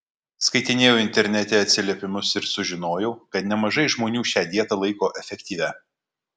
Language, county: Lithuanian, Kaunas